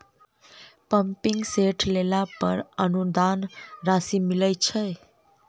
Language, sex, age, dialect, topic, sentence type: Maithili, female, 25-30, Southern/Standard, agriculture, question